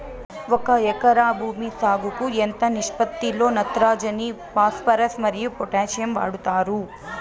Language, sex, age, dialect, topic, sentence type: Telugu, female, 18-24, Southern, agriculture, question